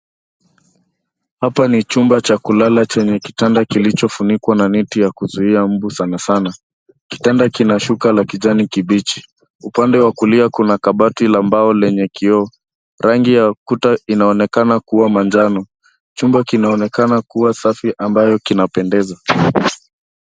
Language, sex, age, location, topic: Swahili, male, 25-35, Nairobi, education